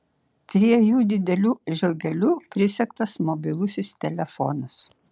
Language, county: Lithuanian, Šiauliai